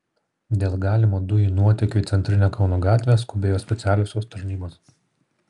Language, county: Lithuanian, Kaunas